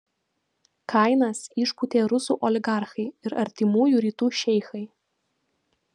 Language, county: Lithuanian, Vilnius